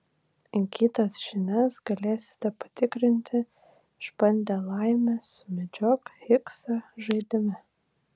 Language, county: Lithuanian, Vilnius